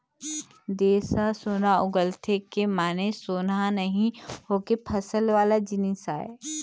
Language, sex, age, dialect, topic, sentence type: Chhattisgarhi, female, 18-24, Eastern, agriculture, statement